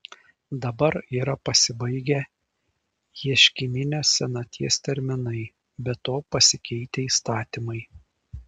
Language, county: Lithuanian, Šiauliai